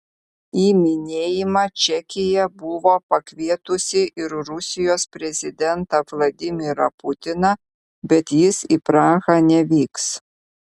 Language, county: Lithuanian, Vilnius